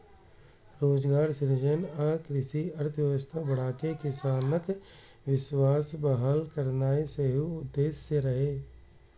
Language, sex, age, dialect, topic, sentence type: Maithili, male, 31-35, Eastern / Thethi, agriculture, statement